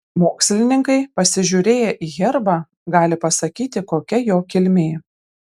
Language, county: Lithuanian, Panevėžys